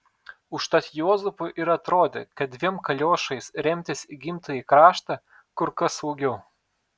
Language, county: Lithuanian, Telšiai